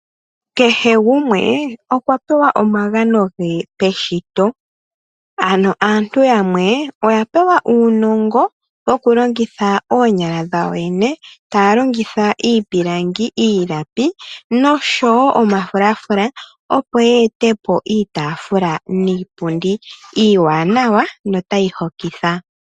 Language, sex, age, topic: Oshiwambo, female, 25-35, finance